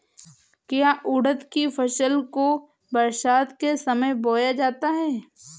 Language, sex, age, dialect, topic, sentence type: Hindi, female, 18-24, Awadhi Bundeli, agriculture, question